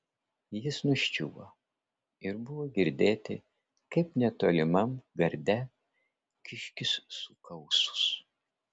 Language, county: Lithuanian, Vilnius